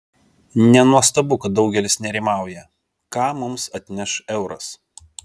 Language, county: Lithuanian, Vilnius